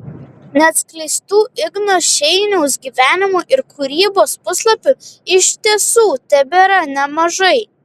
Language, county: Lithuanian, Vilnius